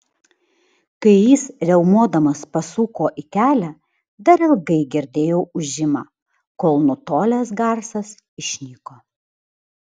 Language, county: Lithuanian, Vilnius